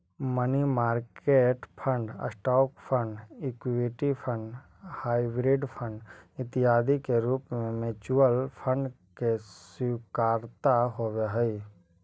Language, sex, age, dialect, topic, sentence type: Magahi, male, 18-24, Central/Standard, agriculture, statement